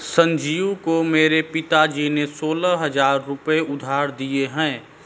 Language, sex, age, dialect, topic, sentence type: Hindi, male, 60-100, Marwari Dhudhari, banking, statement